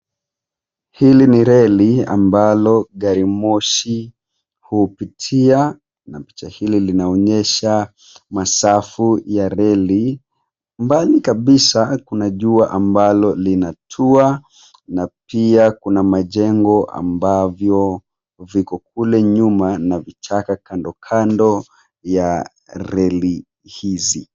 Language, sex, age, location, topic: Swahili, male, 25-35, Nairobi, government